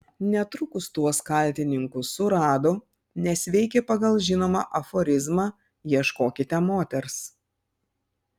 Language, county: Lithuanian, Panevėžys